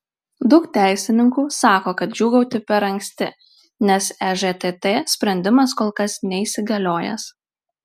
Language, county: Lithuanian, Marijampolė